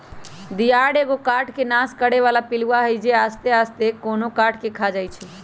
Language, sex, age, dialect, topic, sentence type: Magahi, male, 18-24, Western, agriculture, statement